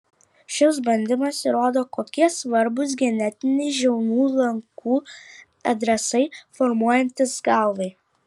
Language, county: Lithuanian, Vilnius